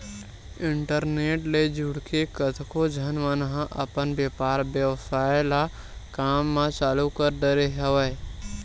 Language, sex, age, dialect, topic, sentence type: Chhattisgarhi, male, 18-24, Western/Budati/Khatahi, banking, statement